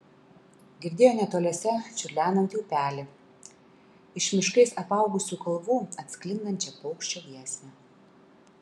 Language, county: Lithuanian, Kaunas